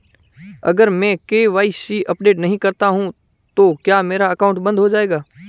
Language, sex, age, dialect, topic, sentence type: Hindi, male, 18-24, Marwari Dhudhari, banking, question